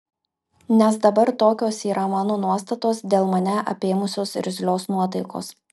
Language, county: Lithuanian, Marijampolė